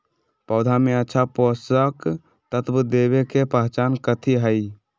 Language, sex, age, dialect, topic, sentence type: Magahi, male, 18-24, Western, agriculture, question